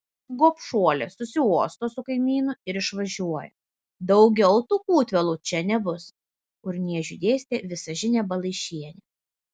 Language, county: Lithuanian, Vilnius